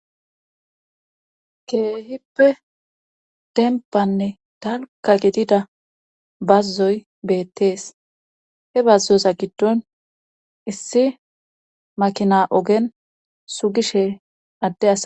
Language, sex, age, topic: Gamo, female, 25-35, government